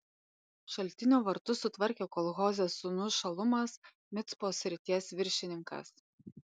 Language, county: Lithuanian, Panevėžys